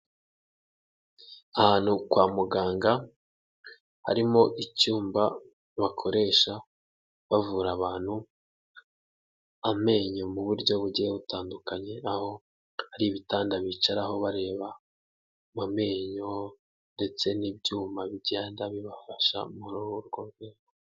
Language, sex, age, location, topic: Kinyarwanda, male, 18-24, Huye, health